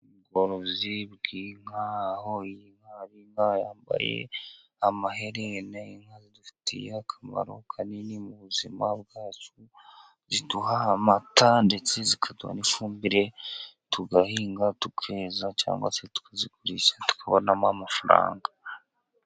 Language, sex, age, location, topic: Kinyarwanda, male, 50+, Musanze, agriculture